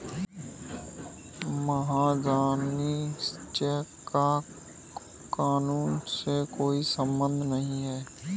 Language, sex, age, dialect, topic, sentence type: Hindi, male, 18-24, Kanauji Braj Bhasha, banking, statement